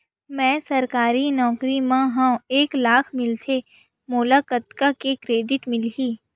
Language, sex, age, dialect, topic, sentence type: Chhattisgarhi, female, 18-24, Western/Budati/Khatahi, banking, question